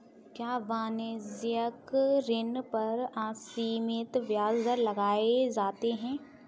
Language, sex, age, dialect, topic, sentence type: Hindi, female, 36-40, Kanauji Braj Bhasha, banking, statement